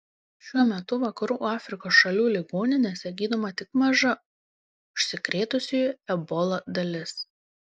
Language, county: Lithuanian, Panevėžys